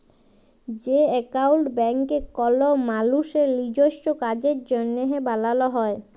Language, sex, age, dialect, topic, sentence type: Bengali, male, 18-24, Jharkhandi, banking, statement